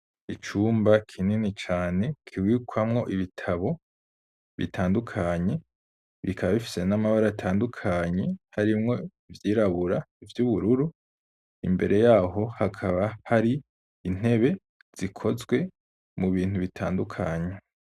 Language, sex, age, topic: Rundi, male, 18-24, education